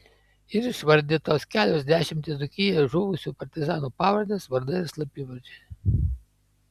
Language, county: Lithuanian, Panevėžys